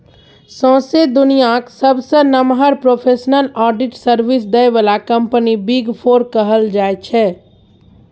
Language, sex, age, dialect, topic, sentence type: Maithili, female, 41-45, Bajjika, banking, statement